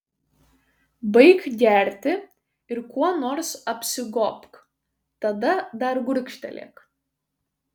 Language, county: Lithuanian, Šiauliai